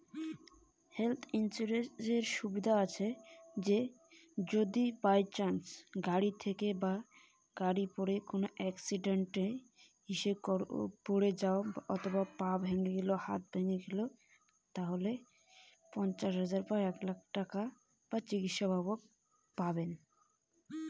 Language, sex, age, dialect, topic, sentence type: Bengali, female, 18-24, Rajbangshi, banking, question